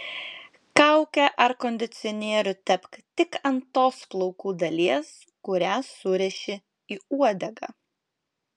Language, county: Lithuanian, Klaipėda